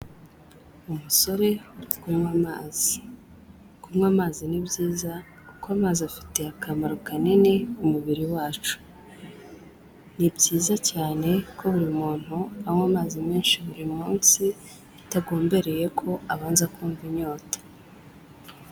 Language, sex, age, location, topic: Kinyarwanda, female, 18-24, Kigali, health